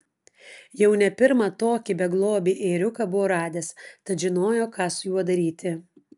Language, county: Lithuanian, Klaipėda